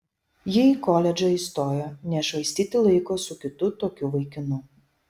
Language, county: Lithuanian, Šiauliai